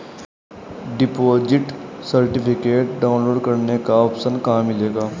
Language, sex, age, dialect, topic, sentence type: Hindi, male, 18-24, Hindustani Malvi Khadi Boli, banking, statement